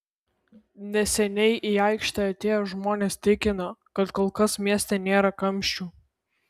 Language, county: Lithuanian, Vilnius